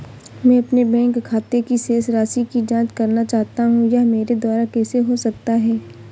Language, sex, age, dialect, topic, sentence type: Hindi, female, 18-24, Awadhi Bundeli, banking, question